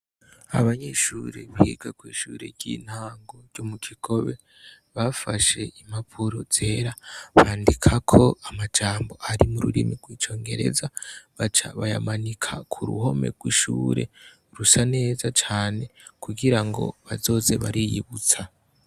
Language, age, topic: Rundi, 18-24, education